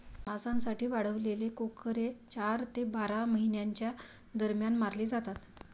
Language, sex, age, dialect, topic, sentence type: Marathi, female, 56-60, Varhadi, agriculture, statement